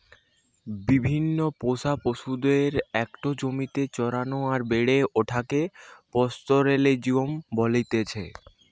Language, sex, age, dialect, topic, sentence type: Bengali, male, 18-24, Western, agriculture, statement